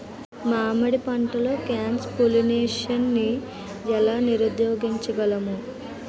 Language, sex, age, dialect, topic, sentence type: Telugu, female, 18-24, Utterandhra, agriculture, question